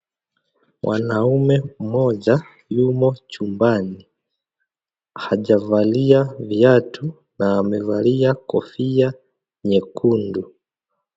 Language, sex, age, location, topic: Swahili, male, 25-35, Kisii, health